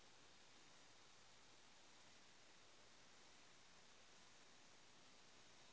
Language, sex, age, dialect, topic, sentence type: Magahi, female, 51-55, Northeastern/Surjapuri, banking, question